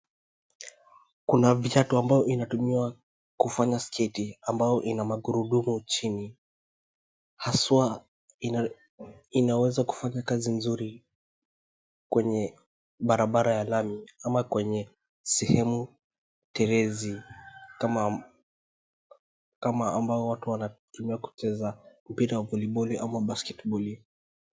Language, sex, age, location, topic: Swahili, male, 25-35, Wajir, finance